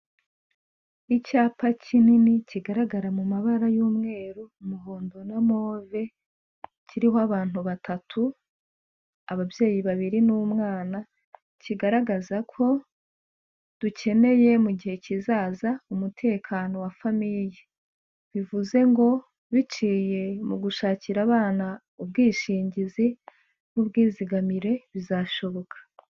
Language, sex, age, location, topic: Kinyarwanda, female, 25-35, Kigali, finance